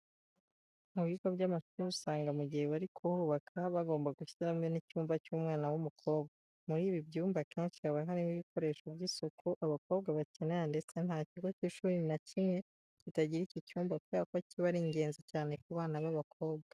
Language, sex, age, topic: Kinyarwanda, female, 25-35, education